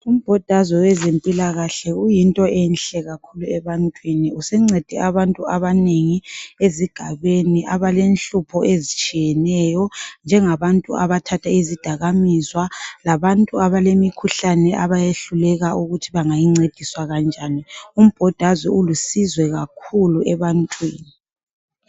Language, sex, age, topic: North Ndebele, male, 25-35, health